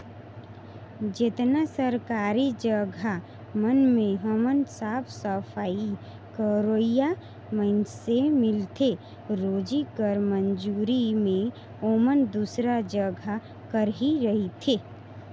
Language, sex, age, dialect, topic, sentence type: Chhattisgarhi, female, 18-24, Northern/Bhandar, agriculture, statement